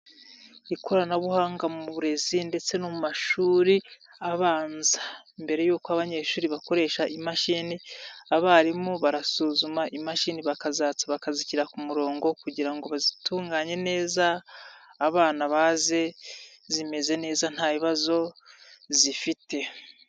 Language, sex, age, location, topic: Kinyarwanda, male, 25-35, Nyagatare, education